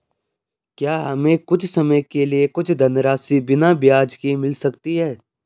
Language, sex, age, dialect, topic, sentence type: Hindi, male, 18-24, Garhwali, banking, question